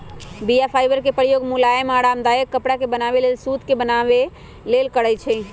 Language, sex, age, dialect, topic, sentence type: Magahi, male, 18-24, Western, agriculture, statement